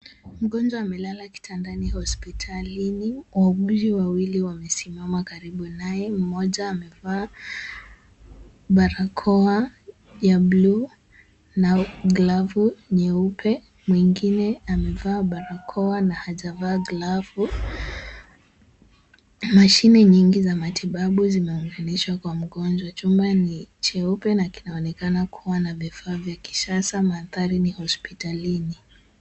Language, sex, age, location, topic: Swahili, male, 25-35, Kisumu, health